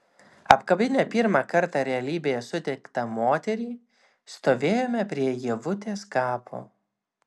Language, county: Lithuanian, Vilnius